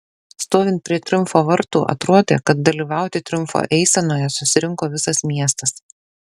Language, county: Lithuanian, Šiauliai